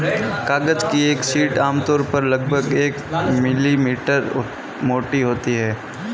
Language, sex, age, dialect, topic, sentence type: Hindi, male, 25-30, Marwari Dhudhari, agriculture, statement